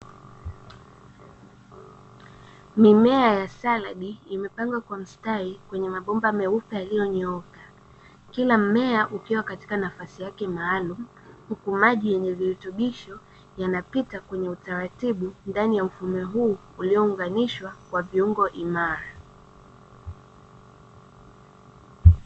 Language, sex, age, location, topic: Swahili, female, 18-24, Dar es Salaam, agriculture